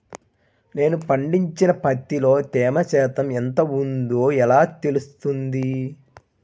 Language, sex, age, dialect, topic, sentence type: Telugu, male, 18-24, Central/Coastal, agriculture, question